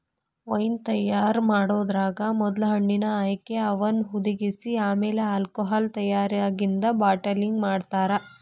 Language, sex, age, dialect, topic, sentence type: Kannada, female, 41-45, Dharwad Kannada, agriculture, statement